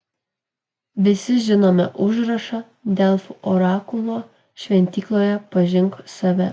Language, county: Lithuanian, Kaunas